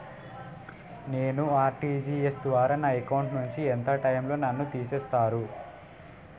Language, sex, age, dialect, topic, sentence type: Telugu, male, 18-24, Utterandhra, banking, question